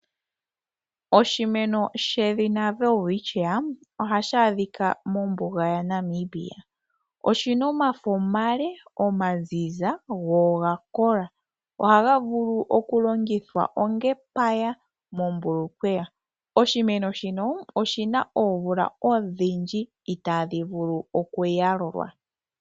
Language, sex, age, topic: Oshiwambo, female, 25-35, agriculture